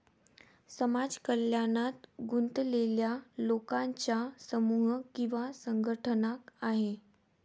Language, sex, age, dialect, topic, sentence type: Marathi, female, 18-24, Varhadi, banking, statement